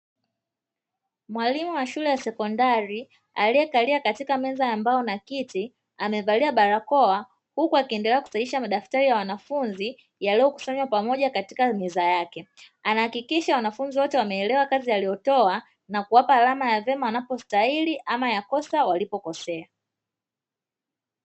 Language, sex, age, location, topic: Swahili, female, 25-35, Dar es Salaam, education